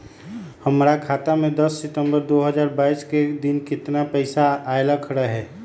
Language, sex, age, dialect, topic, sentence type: Magahi, female, 25-30, Western, banking, question